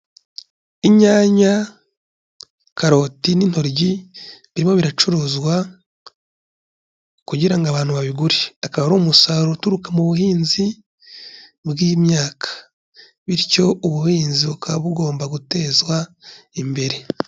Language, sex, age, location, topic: Kinyarwanda, male, 25-35, Kigali, agriculture